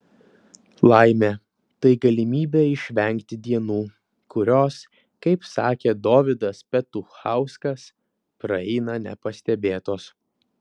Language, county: Lithuanian, Vilnius